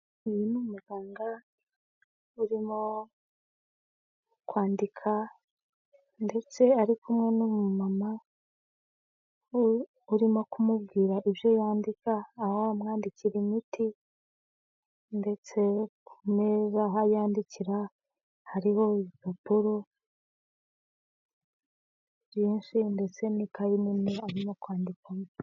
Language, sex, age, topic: Kinyarwanda, female, 25-35, health